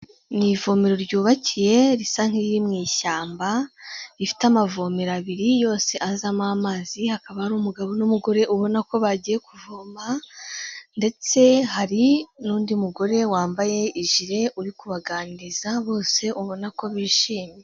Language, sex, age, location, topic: Kinyarwanda, female, 18-24, Kigali, health